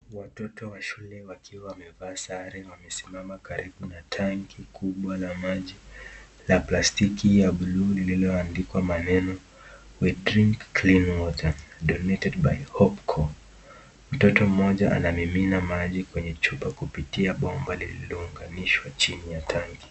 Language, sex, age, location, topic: Swahili, male, 18-24, Nakuru, health